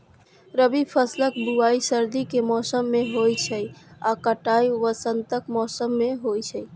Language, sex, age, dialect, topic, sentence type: Maithili, female, 51-55, Eastern / Thethi, agriculture, statement